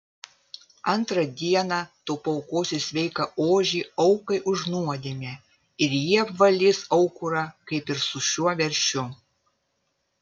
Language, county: Lithuanian, Vilnius